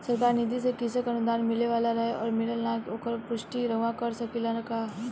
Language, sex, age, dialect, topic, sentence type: Bhojpuri, female, 18-24, Southern / Standard, banking, question